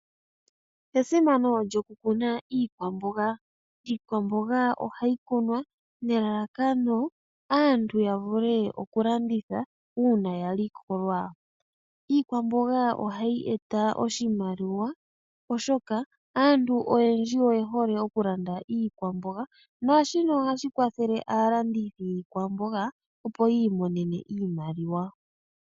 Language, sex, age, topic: Oshiwambo, male, 25-35, agriculture